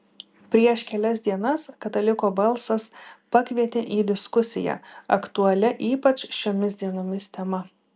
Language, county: Lithuanian, Vilnius